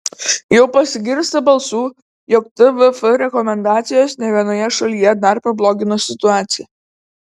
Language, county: Lithuanian, Vilnius